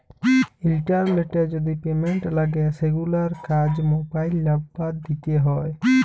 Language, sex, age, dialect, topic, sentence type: Bengali, male, 18-24, Jharkhandi, banking, statement